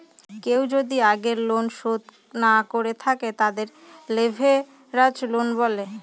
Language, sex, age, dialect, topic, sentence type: Bengali, female, 31-35, Northern/Varendri, banking, statement